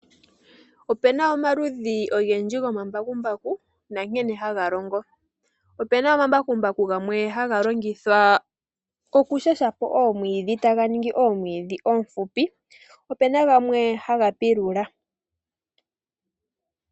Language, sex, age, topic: Oshiwambo, female, 18-24, agriculture